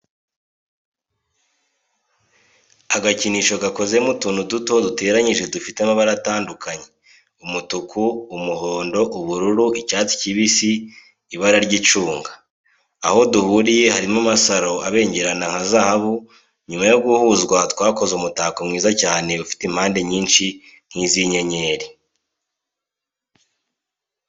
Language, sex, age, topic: Kinyarwanda, male, 18-24, education